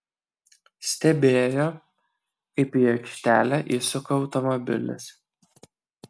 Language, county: Lithuanian, Kaunas